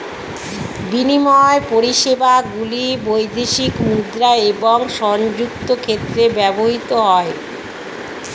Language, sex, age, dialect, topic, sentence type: Bengali, female, 46-50, Standard Colloquial, banking, statement